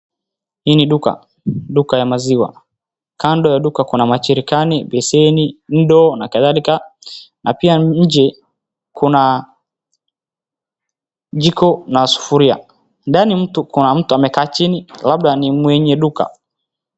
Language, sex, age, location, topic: Swahili, male, 18-24, Wajir, finance